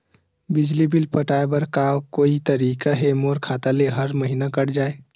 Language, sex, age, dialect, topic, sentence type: Chhattisgarhi, male, 18-24, Western/Budati/Khatahi, banking, question